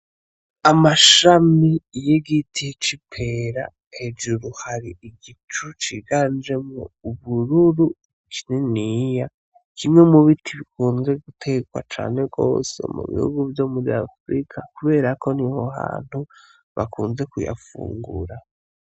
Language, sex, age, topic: Rundi, male, 18-24, agriculture